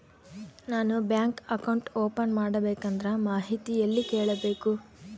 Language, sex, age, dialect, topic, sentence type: Kannada, female, 25-30, Central, banking, question